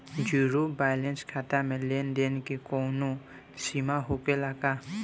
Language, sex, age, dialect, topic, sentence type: Bhojpuri, male, <18, Southern / Standard, banking, question